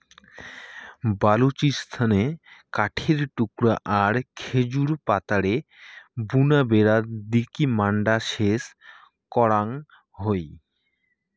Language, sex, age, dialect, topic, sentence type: Bengali, male, 18-24, Rajbangshi, agriculture, statement